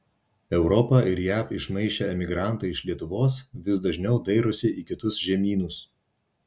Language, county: Lithuanian, Vilnius